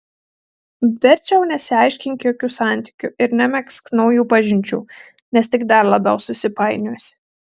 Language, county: Lithuanian, Telšiai